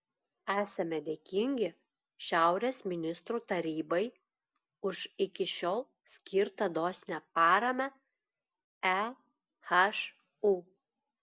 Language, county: Lithuanian, Klaipėda